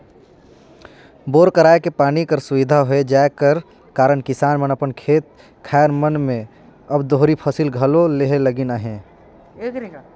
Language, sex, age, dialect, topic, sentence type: Chhattisgarhi, male, 18-24, Northern/Bhandar, agriculture, statement